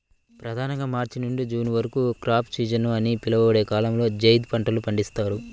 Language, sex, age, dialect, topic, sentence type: Telugu, male, 31-35, Central/Coastal, agriculture, statement